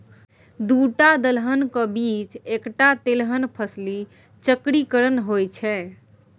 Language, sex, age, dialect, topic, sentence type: Maithili, female, 18-24, Bajjika, agriculture, statement